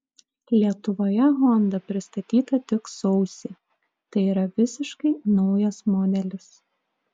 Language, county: Lithuanian, Klaipėda